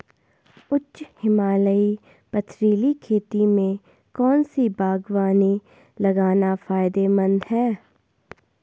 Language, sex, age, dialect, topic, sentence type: Hindi, female, 18-24, Garhwali, agriculture, question